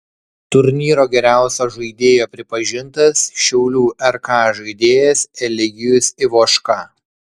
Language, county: Lithuanian, Kaunas